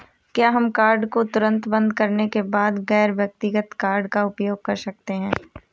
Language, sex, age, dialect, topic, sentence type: Hindi, female, 18-24, Awadhi Bundeli, banking, question